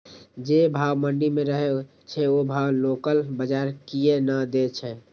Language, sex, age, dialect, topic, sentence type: Maithili, male, 18-24, Eastern / Thethi, agriculture, question